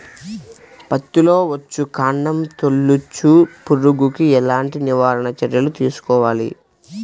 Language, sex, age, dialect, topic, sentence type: Telugu, male, 41-45, Central/Coastal, agriculture, question